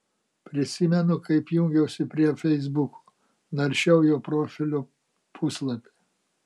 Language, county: Lithuanian, Kaunas